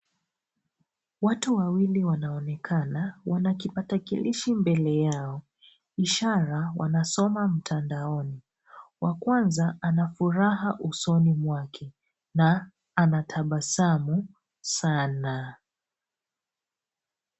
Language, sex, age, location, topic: Swahili, female, 25-35, Nairobi, education